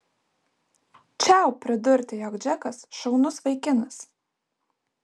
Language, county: Lithuanian, Alytus